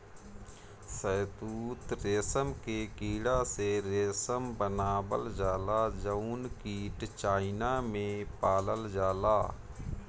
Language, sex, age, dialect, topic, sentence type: Bhojpuri, male, 31-35, Northern, agriculture, statement